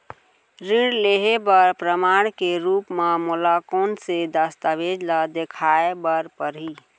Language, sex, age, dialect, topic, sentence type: Chhattisgarhi, female, 56-60, Central, banking, statement